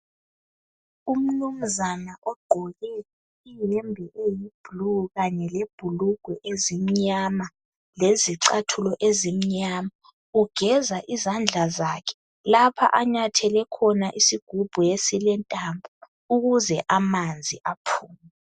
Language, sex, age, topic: North Ndebele, female, 18-24, health